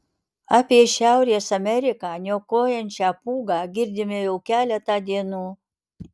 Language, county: Lithuanian, Alytus